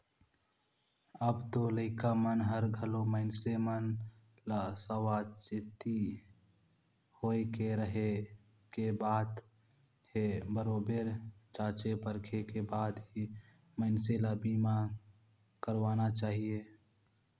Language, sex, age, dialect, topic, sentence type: Chhattisgarhi, male, 18-24, Northern/Bhandar, banking, statement